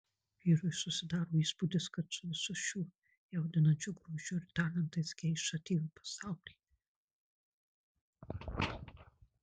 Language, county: Lithuanian, Marijampolė